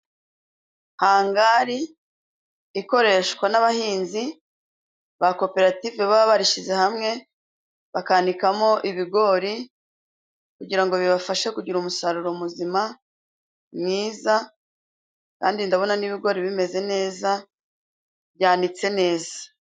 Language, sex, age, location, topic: Kinyarwanda, female, 36-49, Musanze, agriculture